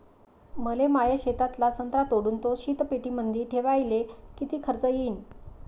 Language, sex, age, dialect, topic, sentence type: Marathi, female, 56-60, Varhadi, agriculture, question